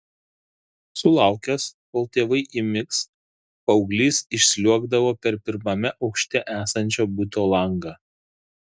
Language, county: Lithuanian, Šiauliai